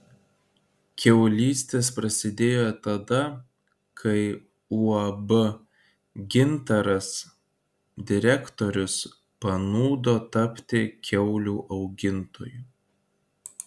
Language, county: Lithuanian, Kaunas